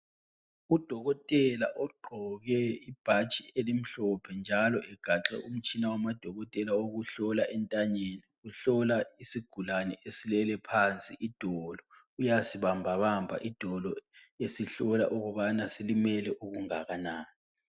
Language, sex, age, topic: North Ndebele, male, 25-35, health